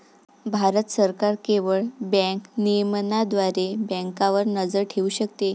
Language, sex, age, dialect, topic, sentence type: Marathi, female, 46-50, Varhadi, banking, statement